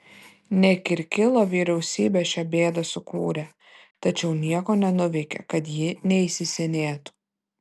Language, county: Lithuanian, Vilnius